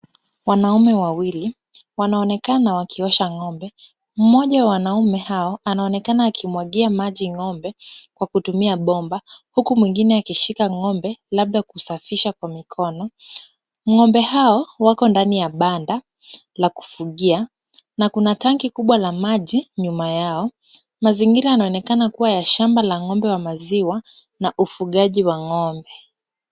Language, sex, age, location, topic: Swahili, female, 18-24, Kisumu, agriculture